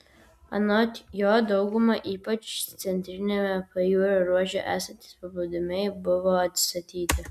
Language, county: Lithuanian, Vilnius